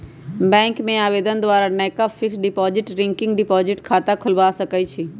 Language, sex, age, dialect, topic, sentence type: Magahi, male, 31-35, Western, banking, statement